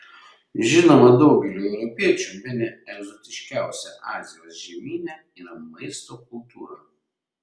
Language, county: Lithuanian, Šiauliai